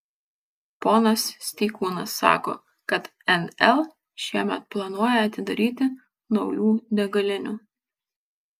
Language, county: Lithuanian, Kaunas